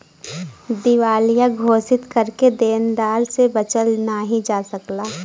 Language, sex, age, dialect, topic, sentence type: Bhojpuri, female, 18-24, Western, banking, statement